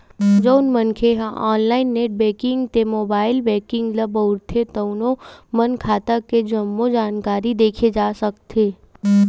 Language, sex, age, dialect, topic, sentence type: Chhattisgarhi, female, 18-24, Western/Budati/Khatahi, banking, statement